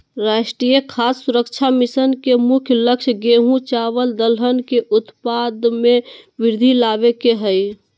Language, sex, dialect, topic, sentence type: Magahi, female, Southern, agriculture, statement